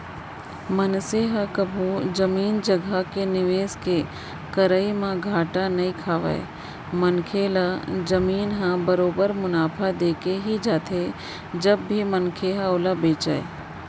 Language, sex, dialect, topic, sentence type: Chhattisgarhi, female, Central, banking, statement